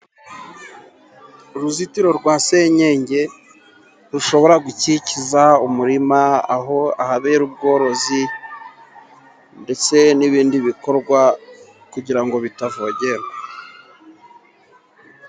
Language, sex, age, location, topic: Kinyarwanda, male, 36-49, Musanze, agriculture